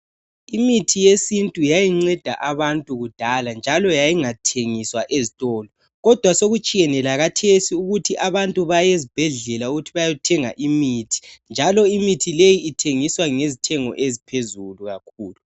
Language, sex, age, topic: North Ndebele, male, 18-24, health